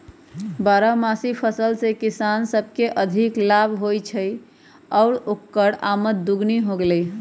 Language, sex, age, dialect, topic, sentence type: Magahi, female, 18-24, Western, agriculture, statement